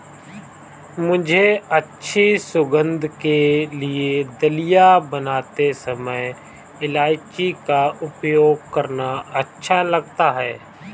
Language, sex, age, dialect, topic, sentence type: Hindi, male, 25-30, Kanauji Braj Bhasha, agriculture, statement